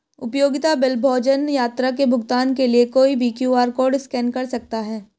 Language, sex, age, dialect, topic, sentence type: Hindi, female, 18-24, Marwari Dhudhari, banking, statement